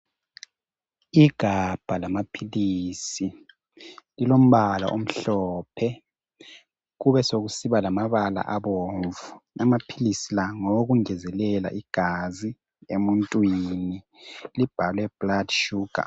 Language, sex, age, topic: North Ndebele, male, 50+, health